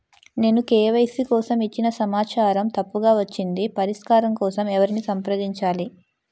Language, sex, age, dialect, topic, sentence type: Telugu, female, 25-30, Utterandhra, banking, question